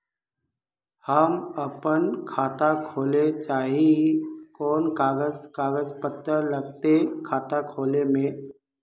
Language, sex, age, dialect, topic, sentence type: Magahi, male, 25-30, Northeastern/Surjapuri, banking, question